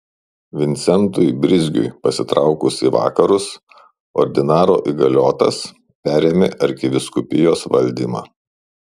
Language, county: Lithuanian, Šiauliai